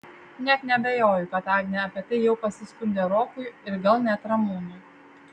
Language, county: Lithuanian, Vilnius